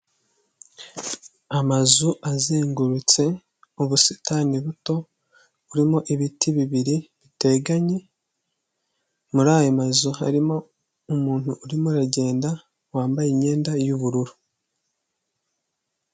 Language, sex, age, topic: Kinyarwanda, male, 18-24, government